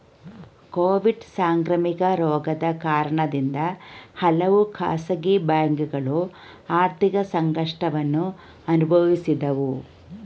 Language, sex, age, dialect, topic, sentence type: Kannada, female, 46-50, Mysore Kannada, banking, statement